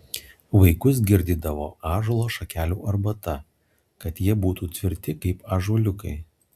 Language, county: Lithuanian, Alytus